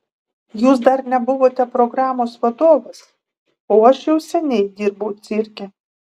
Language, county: Lithuanian, Kaunas